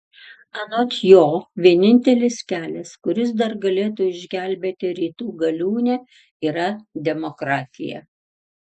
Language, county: Lithuanian, Tauragė